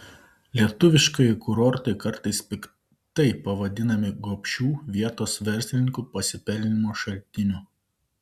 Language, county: Lithuanian, Panevėžys